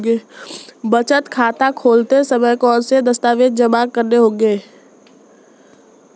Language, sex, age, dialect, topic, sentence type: Hindi, male, 18-24, Marwari Dhudhari, banking, question